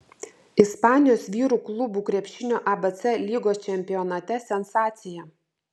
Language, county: Lithuanian, Vilnius